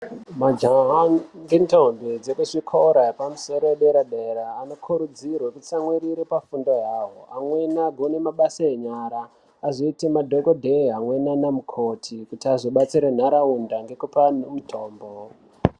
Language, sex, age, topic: Ndau, male, 18-24, education